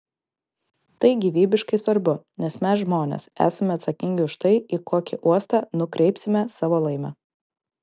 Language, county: Lithuanian, Klaipėda